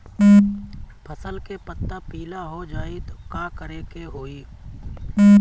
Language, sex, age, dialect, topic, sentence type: Bhojpuri, male, 31-35, Northern, agriculture, question